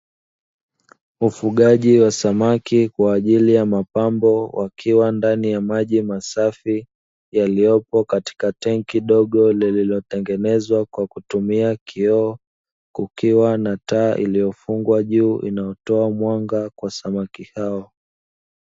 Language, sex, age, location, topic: Swahili, male, 25-35, Dar es Salaam, agriculture